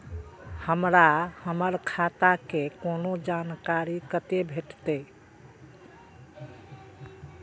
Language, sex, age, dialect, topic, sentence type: Maithili, female, 36-40, Eastern / Thethi, banking, question